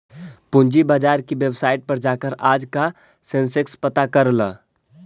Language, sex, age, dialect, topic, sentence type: Magahi, male, 18-24, Central/Standard, agriculture, statement